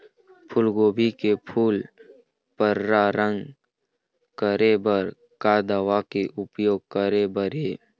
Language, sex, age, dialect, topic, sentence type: Chhattisgarhi, male, 60-100, Eastern, agriculture, question